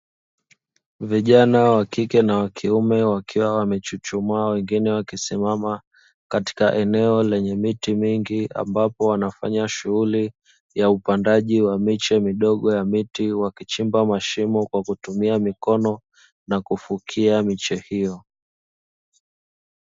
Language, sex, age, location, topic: Swahili, male, 25-35, Dar es Salaam, agriculture